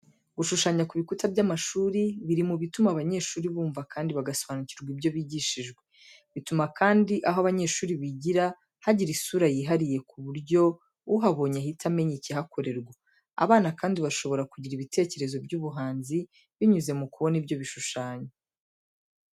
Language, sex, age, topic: Kinyarwanda, female, 25-35, education